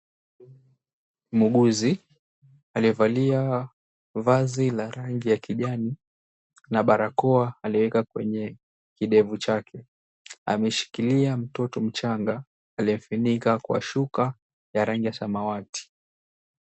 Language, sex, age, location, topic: Swahili, male, 18-24, Mombasa, health